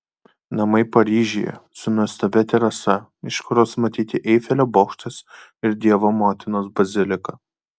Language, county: Lithuanian, Kaunas